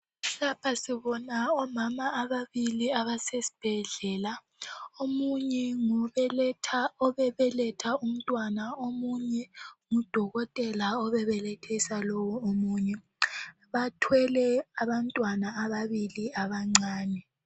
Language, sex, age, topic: North Ndebele, female, 36-49, health